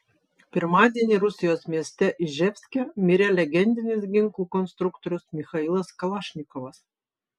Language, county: Lithuanian, Vilnius